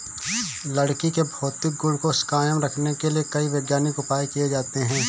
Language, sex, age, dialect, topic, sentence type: Hindi, male, 25-30, Awadhi Bundeli, agriculture, statement